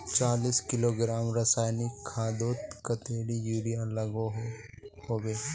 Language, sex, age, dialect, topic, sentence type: Magahi, male, 18-24, Northeastern/Surjapuri, agriculture, question